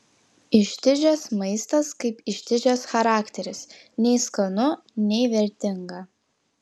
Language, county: Lithuanian, Klaipėda